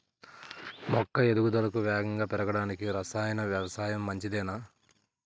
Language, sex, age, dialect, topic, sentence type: Telugu, male, 25-30, Utterandhra, agriculture, question